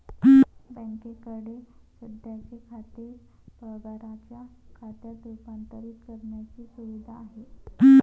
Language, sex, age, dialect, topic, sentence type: Marathi, female, 18-24, Varhadi, banking, statement